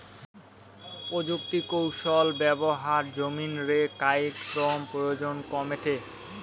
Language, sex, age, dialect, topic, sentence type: Bengali, male, 18-24, Rajbangshi, agriculture, statement